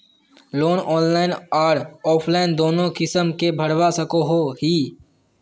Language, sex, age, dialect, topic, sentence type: Magahi, male, 18-24, Northeastern/Surjapuri, banking, question